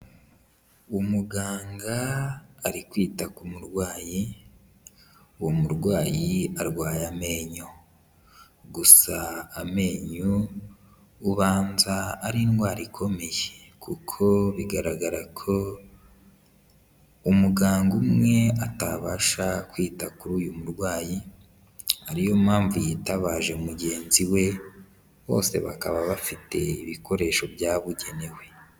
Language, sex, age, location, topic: Kinyarwanda, male, 18-24, Kigali, health